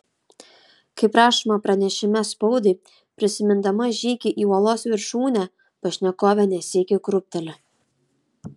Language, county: Lithuanian, Kaunas